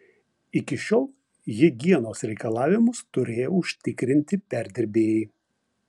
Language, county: Lithuanian, Vilnius